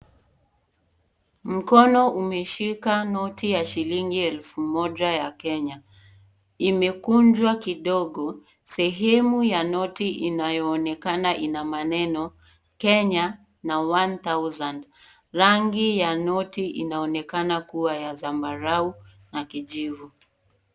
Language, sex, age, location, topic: Swahili, female, 25-35, Kisii, finance